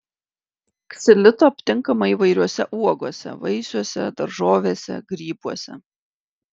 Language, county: Lithuanian, Klaipėda